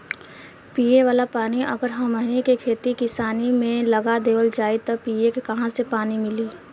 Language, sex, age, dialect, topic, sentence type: Bhojpuri, female, 18-24, Southern / Standard, agriculture, statement